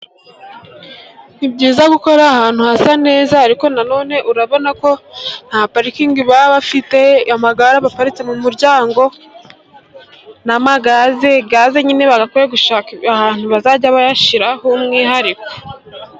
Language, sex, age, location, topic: Kinyarwanda, male, 18-24, Burera, finance